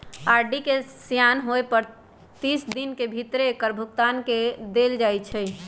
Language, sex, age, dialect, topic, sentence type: Magahi, female, 25-30, Western, banking, statement